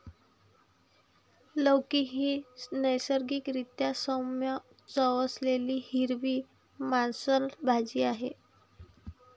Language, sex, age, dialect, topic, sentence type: Marathi, female, 18-24, Varhadi, agriculture, statement